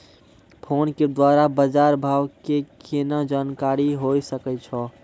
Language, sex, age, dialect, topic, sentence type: Maithili, male, 46-50, Angika, agriculture, question